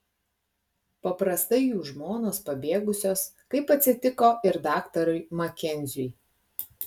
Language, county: Lithuanian, Klaipėda